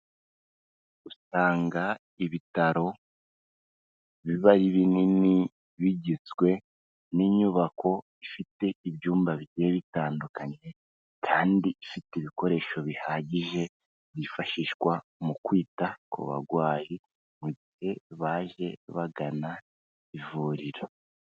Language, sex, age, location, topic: Kinyarwanda, male, 18-24, Kigali, health